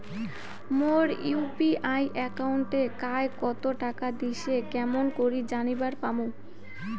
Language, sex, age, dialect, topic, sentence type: Bengali, female, 18-24, Rajbangshi, banking, question